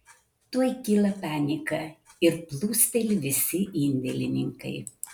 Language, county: Lithuanian, Kaunas